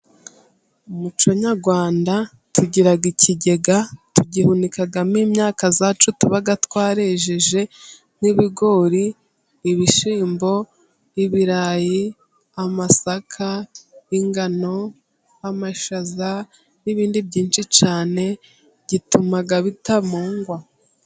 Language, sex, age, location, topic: Kinyarwanda, female, 18-24, Musanze, government